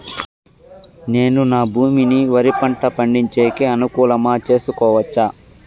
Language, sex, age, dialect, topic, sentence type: Telugu, male, 41-45, Southern, agriculture, question